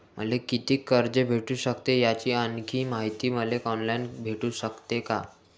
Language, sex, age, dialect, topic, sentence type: Marathi, male, 18-24, Varhadi, banking, question